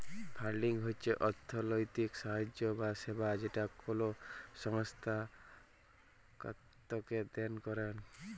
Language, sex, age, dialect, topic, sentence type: Bengali, female, 31-35, Jharkhandi, banking, statement